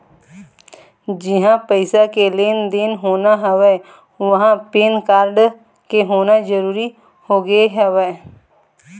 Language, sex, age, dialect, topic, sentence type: Chhattisgarhi, female, 25-30, Eastern, banking, statement